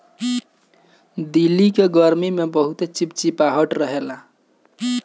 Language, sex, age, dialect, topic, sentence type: Bhojpuri, male, 25-30, Northern, agriculture, statement